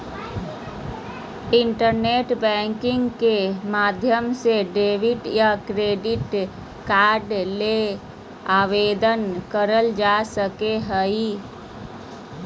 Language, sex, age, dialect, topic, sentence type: Magahi, female, 31-35, Southern, banking, statement